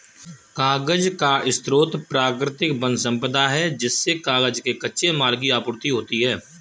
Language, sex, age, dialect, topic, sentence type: Hindi, male, 18-24, Kanauji Braj Bhasha, agriculture, statement